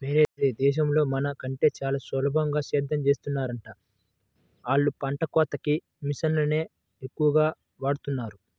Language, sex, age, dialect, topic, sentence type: Telugu, male, 18-24, Central/Coastal, agriculture, statement